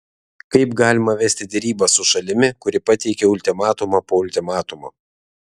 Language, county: Lithuanian, Vilnius